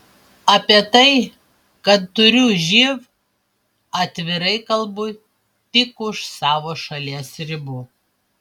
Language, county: Lithuanian, Panevėžys